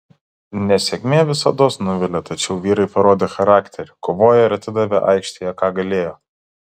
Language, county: Lithuanian, Šiauliai